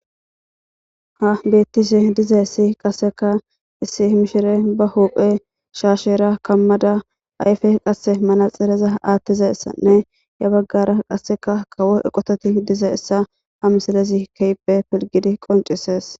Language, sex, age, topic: Gamo, female, 18-24, government